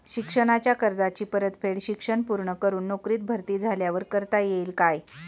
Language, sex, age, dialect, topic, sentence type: Marathi, female, 41-45, Standard Marathi, banking, question